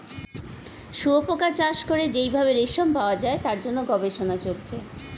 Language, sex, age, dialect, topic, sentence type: Bengali, female, 41-45, Standard Colloquial, agriculture, statement